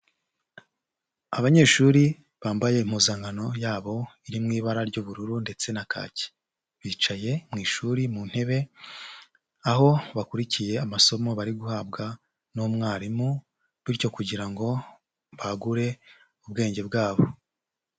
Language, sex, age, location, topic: Kinyarwanda, male, 25-35, Huye, education